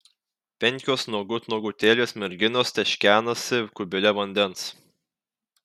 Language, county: Lithuanian, Kaunas